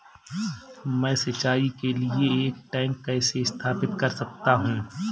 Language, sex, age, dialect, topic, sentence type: Hindi, male, 36-40, Marwari Dhudhari, agriculture, question